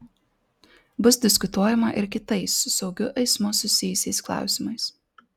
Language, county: Lithuanian, Klaipėda